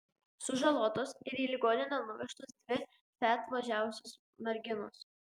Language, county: Lithuanian, Klaipėda